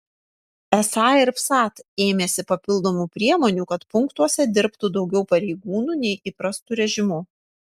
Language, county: Lithuanian, Panevėžys